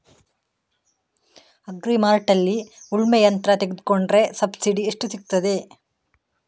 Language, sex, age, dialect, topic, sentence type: Kannada, female, 31-35, Coastal/Dakshin, agriculture, question